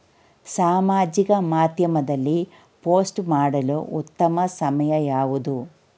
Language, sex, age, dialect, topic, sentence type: Kannada, female, 46-50, Mysore Kannada, banking, question